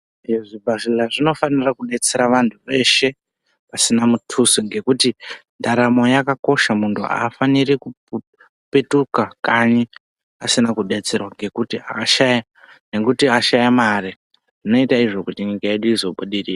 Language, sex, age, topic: Ndau, male, 18-24, health